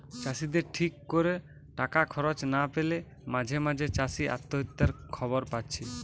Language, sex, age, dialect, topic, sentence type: Bengali, male, <18, Western, agriculture, statement